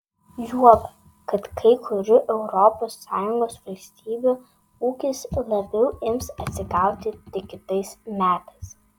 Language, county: Lithuanian, Vilnius